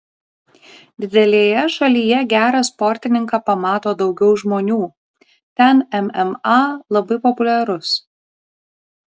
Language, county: Lithuanian, Vilnius